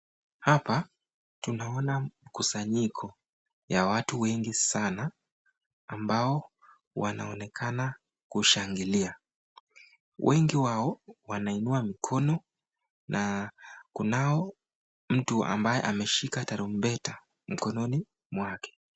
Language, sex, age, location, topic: Swahili, male, 25-35, Nakuru, government